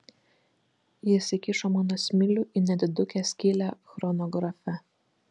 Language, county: Lithuanian, Kaunas